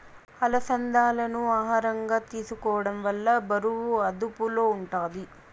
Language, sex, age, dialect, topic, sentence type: Telugu, female, 25-30, Southern, agriculture, statement